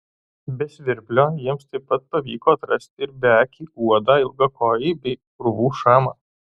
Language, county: Lithuanian, Alytus